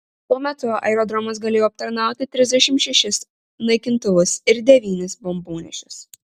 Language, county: Lithuanian, Marijampolė